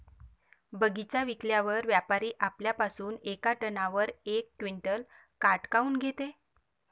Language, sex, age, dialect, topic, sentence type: Marathi, female, 36-40, Varhadi, agriculture, question